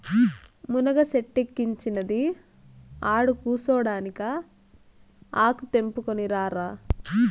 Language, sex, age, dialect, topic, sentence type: Telugu, female, 18-24, Southern, agriculture, statement